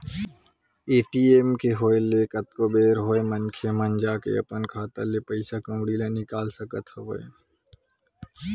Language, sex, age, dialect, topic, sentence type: Chhattisgarhi, male, 18-24, Western/Budati/Khatahi, banking, statement